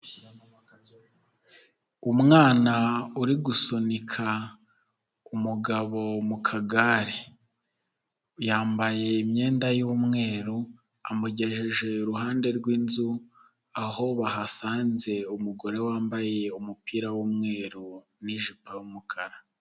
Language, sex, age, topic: Kinyarwanda, male, 25-35, health